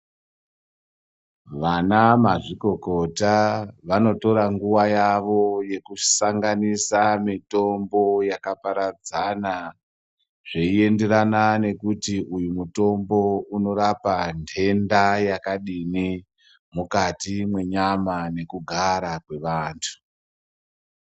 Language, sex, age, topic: Ndau, male, 36-49, health